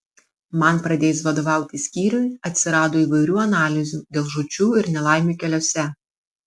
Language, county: Lithuanian, Vilnius